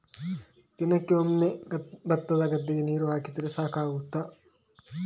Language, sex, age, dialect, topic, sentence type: Kannada, male, 18-24, Coastal/Dakshin, agriculture, question